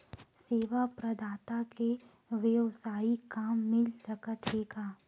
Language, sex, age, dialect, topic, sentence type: Chhattisgarhi, female, 18-24, Western/Budati/Khatahi, banking, question